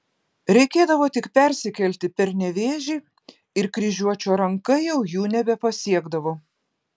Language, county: Lithuanian, Klaipėda